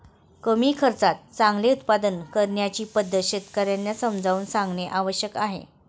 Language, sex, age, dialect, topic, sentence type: Marathi, female, 36-40, Standard Marathi, agriculture, statement